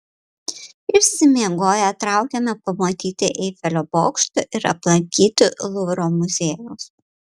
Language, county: Lithuanian, Panevėžys